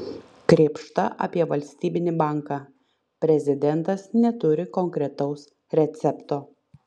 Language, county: Lithuanian, Panevėžys